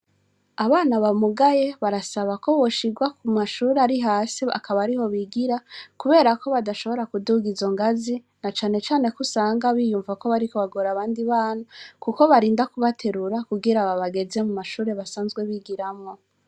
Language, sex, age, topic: Rundi, female, 25-35, education